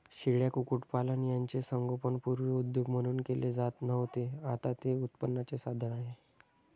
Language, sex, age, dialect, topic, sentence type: Marathi, male, 18-24, Standard Marathi, agriculture, statement